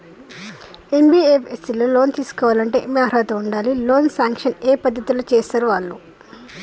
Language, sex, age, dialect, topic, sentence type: Telugu, female, 46-50, Telangana, banking, question